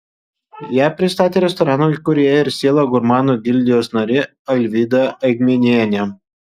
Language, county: Lithuanian, Kaunas